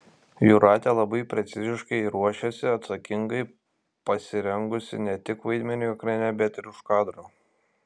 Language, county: Lithuanian, Šiauliai